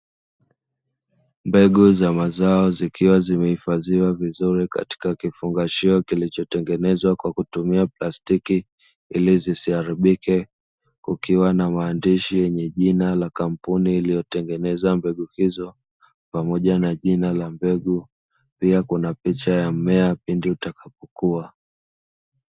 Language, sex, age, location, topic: Swahili, male, 25-35, Dar es Salaam, agriculture